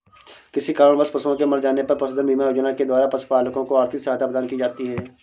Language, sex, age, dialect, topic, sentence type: Hindi, male, 46-50, Awadhi Bundeli, agriculture, statement